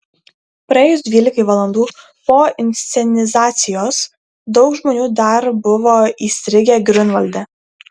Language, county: Lithuanian, Kaunas